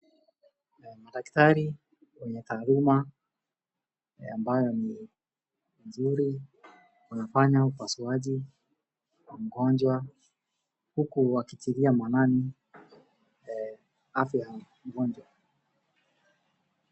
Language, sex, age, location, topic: Swahili, male, 25-35, Wajir, health